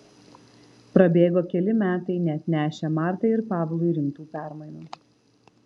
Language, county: Lithuanian, Vilnius